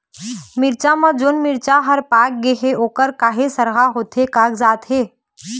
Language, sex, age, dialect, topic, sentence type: Chhattisgarhi, female, 18-24, Eastern, agriculture, question